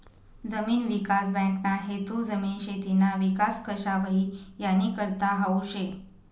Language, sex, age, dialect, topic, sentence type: Marathi, female, 18-24, Northern Konkan, banking, statement